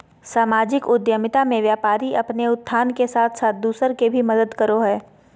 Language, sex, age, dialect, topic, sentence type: Magahi, female, 25-30, Southern, banking, statement